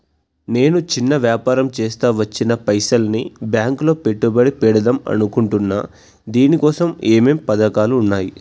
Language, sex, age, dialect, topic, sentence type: Telugu, male, 18-24, Telangana, banking, question